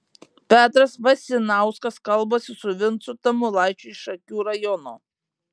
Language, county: Lithuanian, Šiauliai